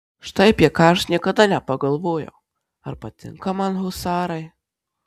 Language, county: Lithuanian, Marijampolė